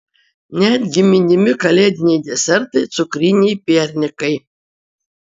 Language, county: Lithuanian, Utena